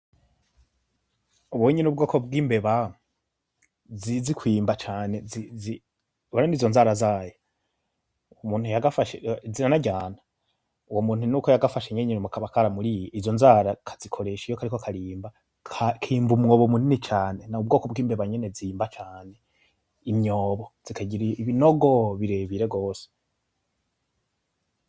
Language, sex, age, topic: Rundi, male, 25-35, agriculture